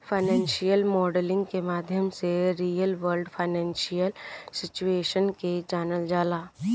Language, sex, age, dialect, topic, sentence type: Bhojpuri, female, 18-24, Southern / Standard, banking, statement